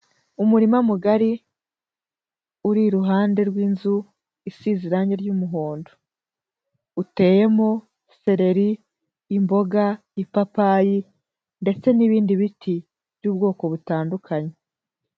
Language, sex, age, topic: Kinyarwanda, female, 18-24, agriculture